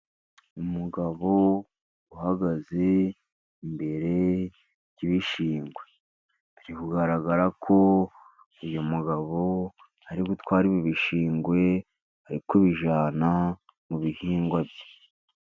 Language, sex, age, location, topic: Kinyarwanda, male, 50+, Musanze, agriculture